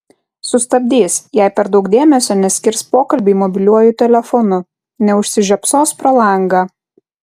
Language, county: Lithuanian, Kaunas